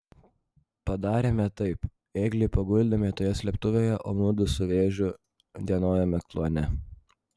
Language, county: Lithuanian, Vilnius